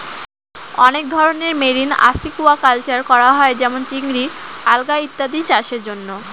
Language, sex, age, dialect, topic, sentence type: Bengali, female, <18, Northern/Varendri, agriculture, statement